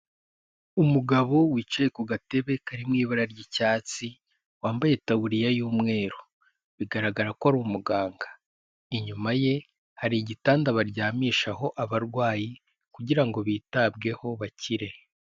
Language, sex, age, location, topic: Kinyarwanda, male, 18-24, Kigali, health